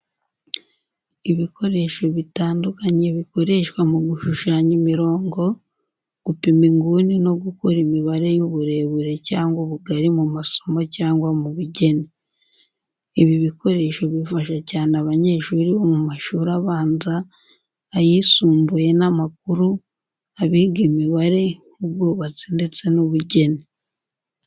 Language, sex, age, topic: Kinyarwanda, female, 18-24, education